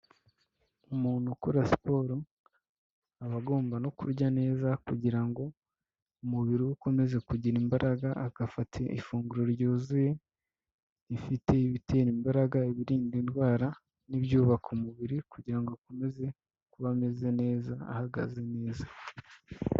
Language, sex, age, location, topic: Kinyarwanda, male, 25-35, Kigali, health